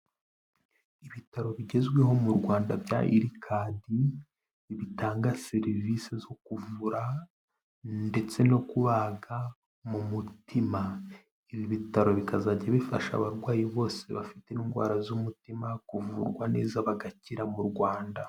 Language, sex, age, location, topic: Kinyarwanda, male, 18-24, Kigali, health